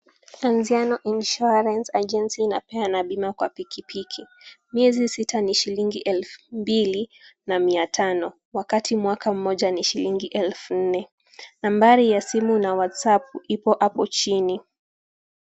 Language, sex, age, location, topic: Swahili, female, 18-24, Kisumu, finance